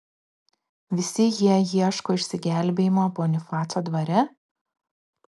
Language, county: Lithuanian, Klaipėda